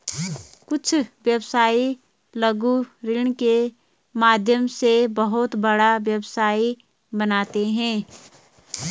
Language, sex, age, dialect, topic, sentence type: Hindi, female, 31-35, Garhwali, banking, statement